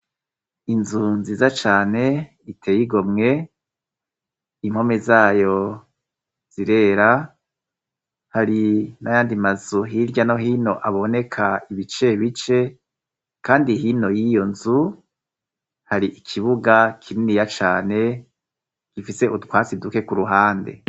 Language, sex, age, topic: Rundi, male, 36-49, education